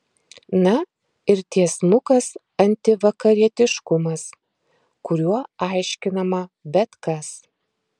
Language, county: Lithuanian, Marijampolė